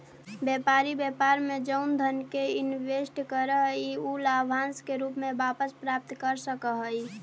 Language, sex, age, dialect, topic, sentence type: Magahi, female, 18-24, Central/Standard, agriculture, statement